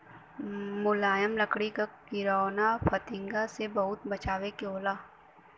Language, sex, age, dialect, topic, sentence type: Bhojpuri, female, 18-24, Western, agriculture, statement